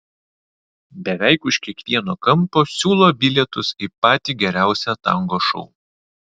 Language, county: Lithuanian, Vilnius